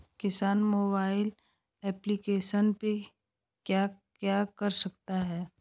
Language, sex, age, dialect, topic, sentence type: Hindi, male, 18-24, Hindustani Malvi Khadi Boli, agriculture, question